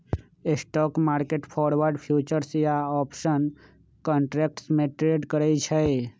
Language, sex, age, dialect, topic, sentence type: Magahi, male, 46-50, Western, banking, statement